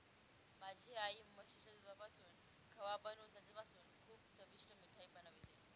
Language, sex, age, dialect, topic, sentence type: Marathi, female, 18-24, Northern Konkan, agriculture, statement